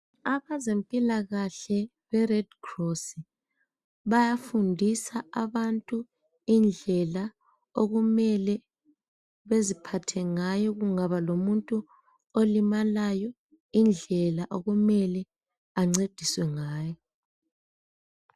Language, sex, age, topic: North Ndebele, female, 18-24, health